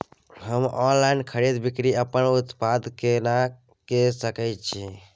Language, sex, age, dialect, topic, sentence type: Maithili, male, 31-35, Bajjika, agriculture, question